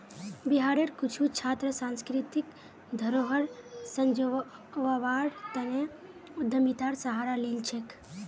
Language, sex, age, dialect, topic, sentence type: Magahi, female, 18-24, Northeastern/Surjapuri, banking, statement